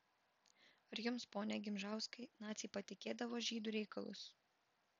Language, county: Lithuanian, Vilnius